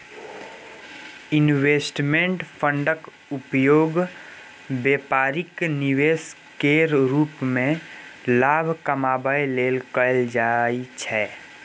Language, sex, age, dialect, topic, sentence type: Maithili, female, 60-100, Bajjika, banking, statement